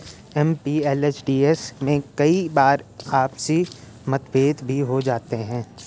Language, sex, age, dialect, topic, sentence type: Hindi, male, 18-24, Garhwali, banking, statement